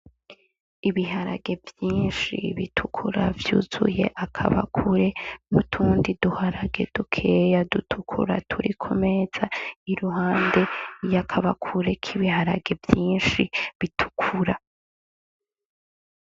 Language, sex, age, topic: Rundi, female, 18-24, agriculture